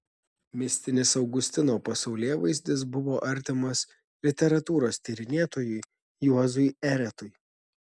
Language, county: Lithuanian, Šiauliai